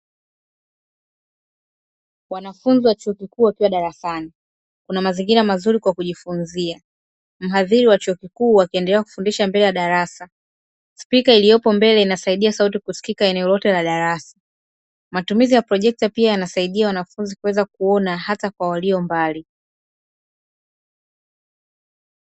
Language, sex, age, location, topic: Swahili, female, 25-35, Dar es Salaam, education